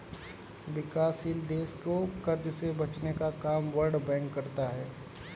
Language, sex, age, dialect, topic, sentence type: Hindi, male, 18-24, Kanauji Braj Bhasha, banking, statement